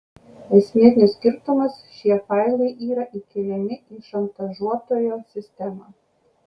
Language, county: Lithuanian, Kaunas